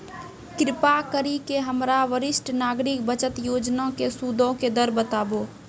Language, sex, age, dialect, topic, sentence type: Maithili, female, 18-24, Angika, banking, statement